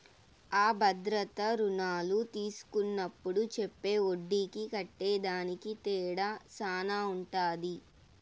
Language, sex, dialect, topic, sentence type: Telugu, female, Southern, banking, statement